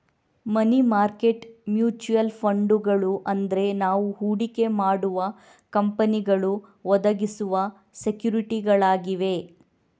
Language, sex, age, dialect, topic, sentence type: Kannada, female, 18-24, Coastal/Dakshin, banking, statement